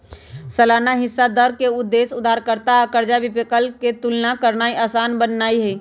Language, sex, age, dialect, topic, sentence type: Magahi, male, 31-35, Western, banking, statement